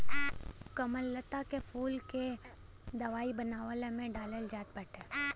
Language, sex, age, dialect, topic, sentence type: Bhojpuri, female, 18-24, Western, agriculture, statement